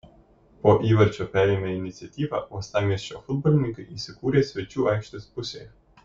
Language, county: Lithuanian, Kaunas